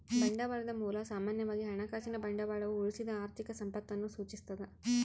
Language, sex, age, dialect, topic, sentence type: Kannada, female, 31-35, Central, banking, statement